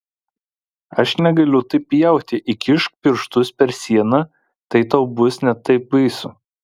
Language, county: Lithuanian, Vilnius